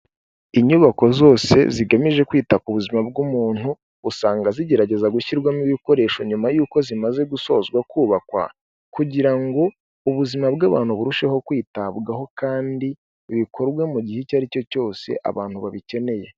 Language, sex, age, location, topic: Kinyarwanda, male, 18-24, Kigali, health